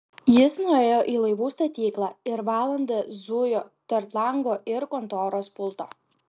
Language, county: Lithuanian, Klaipėda